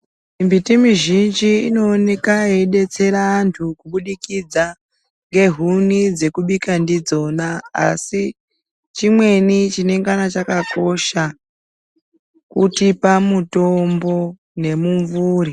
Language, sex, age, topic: Ndau, female, 36-49, health